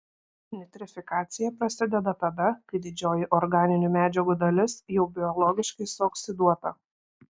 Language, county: Lithuanian, Šiauliai